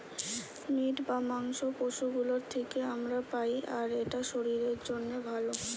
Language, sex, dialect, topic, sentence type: Bengali, female, Western, agriculture, statement